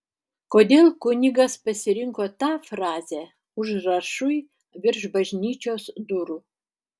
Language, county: Lithuanian, Tauragė